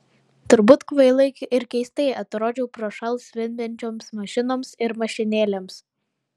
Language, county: Lithuanian, Vilnius